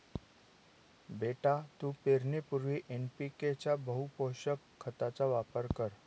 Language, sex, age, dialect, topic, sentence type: Marathi, male, 36-40, Northern Konkan, agriculture, statement